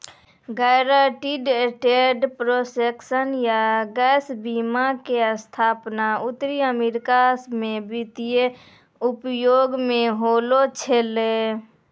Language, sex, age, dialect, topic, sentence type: Maithili, female, 56-60, Angika, banking, statement